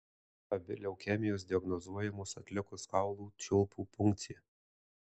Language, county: Lithuanian, Alytus